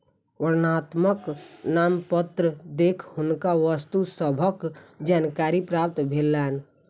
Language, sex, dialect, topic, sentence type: Maithili, female, Southern/Standard, banking, statement